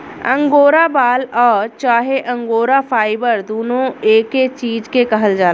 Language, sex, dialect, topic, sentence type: Bhojpuri, female, Southern / Standard, agriculture, statement